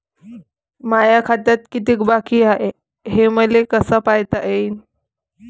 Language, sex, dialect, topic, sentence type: Marathi, female, Varhadi, banking, question